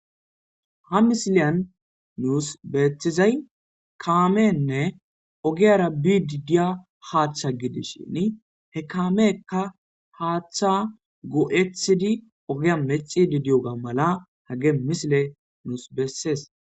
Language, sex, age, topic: Gamo, male, 18-24, agriculture